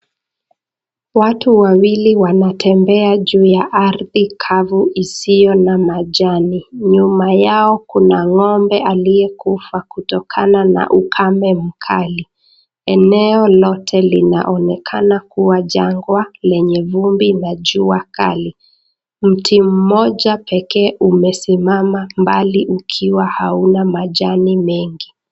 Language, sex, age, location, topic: Swahili, female, 25-35, Nakuru, health